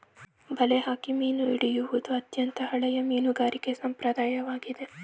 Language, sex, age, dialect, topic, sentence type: Kannada, male, 18-24, Mysore Kannada, agriculture, statement